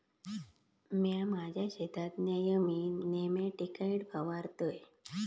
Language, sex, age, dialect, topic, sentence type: Marathi, female, 31-35, Southern Konkan, agriculture, statement